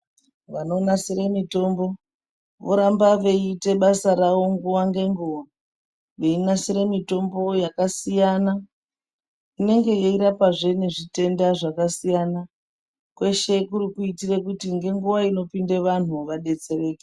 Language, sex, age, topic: Ndau, female, 36-49, health